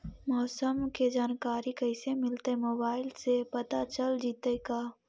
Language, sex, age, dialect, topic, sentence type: Magahi, female, 18-24, Central/Standard, agriculture, question